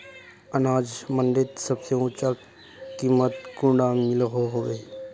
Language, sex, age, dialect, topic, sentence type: Magahi, male, 18-24, Northeastern/Surjapuri, agriculture, question